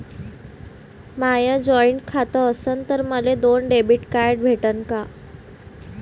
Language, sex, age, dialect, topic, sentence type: Marathi, female, 51-55, Varhadi, banking, question